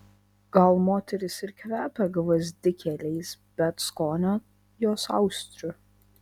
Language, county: Lithuanian, Vilnius